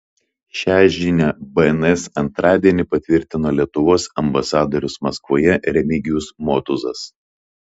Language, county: Lithuanian, Telšiai